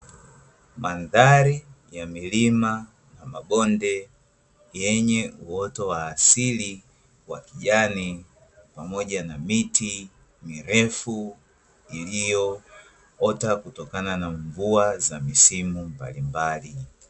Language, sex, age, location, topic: Swahili, male, 25-35, Dar es Salaam, agriculture